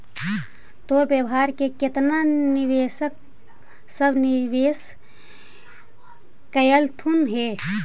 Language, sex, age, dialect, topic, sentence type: Magahi, female, 51-55, Central/Standard, banking, statement